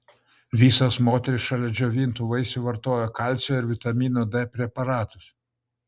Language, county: Lithuanian, Utena